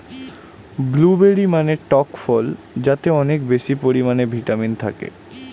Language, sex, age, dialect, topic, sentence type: Bengali, male, 18-24, Standard Colloquial, agriculture, statement